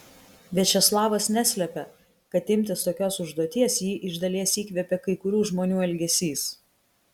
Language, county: Lithuanian, Kaunas